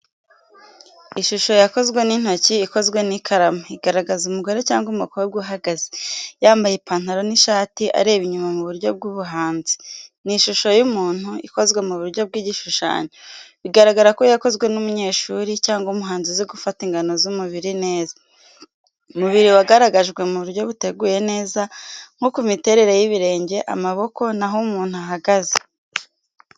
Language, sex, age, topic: Kinyarwanda, female, 18-24, education